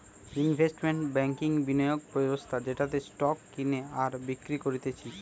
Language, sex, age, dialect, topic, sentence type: Bengali, male, 18-24, Western, banking, statement